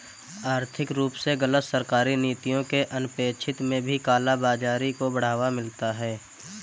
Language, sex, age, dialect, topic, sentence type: Hindi, male, 18-24, Kanauji Braj Bhasha, banking, statement